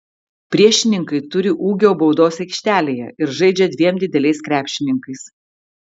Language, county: Lithuanian, Klaipėda